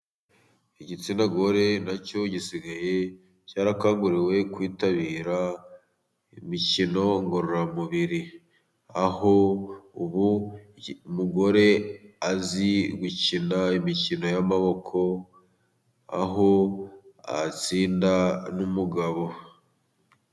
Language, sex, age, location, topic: Kinyarwanda, male, 18-24, Musanze, government